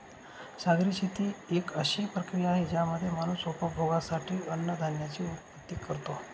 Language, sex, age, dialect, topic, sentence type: Marathi, male, 18-24, Northern Konkan, agriculture, statement